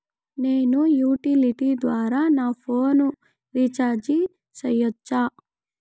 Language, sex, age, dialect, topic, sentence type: Telugu, female, 18-24, Southern, banking, question